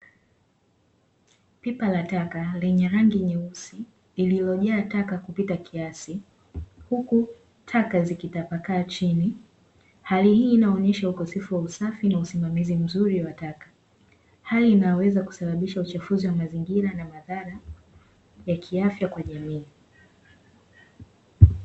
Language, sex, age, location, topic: Swahili, female, 18-24, Dar es Salaam, government